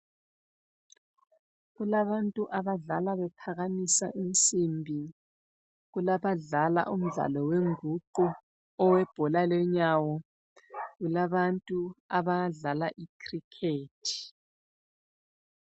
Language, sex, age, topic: North Ndebele, female, 25-35, health